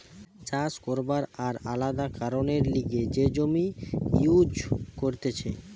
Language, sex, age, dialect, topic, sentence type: Bengali, male, 25-30, Western, agriculture, statement